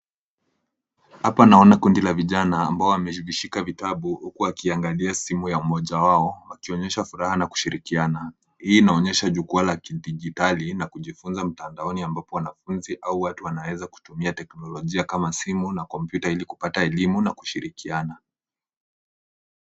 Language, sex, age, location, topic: Swahili, male, 18-24, Nairobi, education